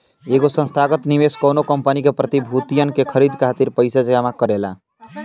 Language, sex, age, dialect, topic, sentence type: Bhojpuri, male, <18, Southern / Standard, banking, statement